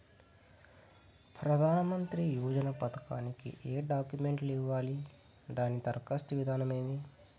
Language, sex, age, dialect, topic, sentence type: Telugu, male, 18-24, Southern, banking, question